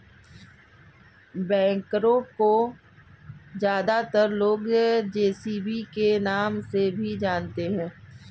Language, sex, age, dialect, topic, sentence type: Hindi, female, 51-55, Kanauji Braj Bhasha, agriculture, statement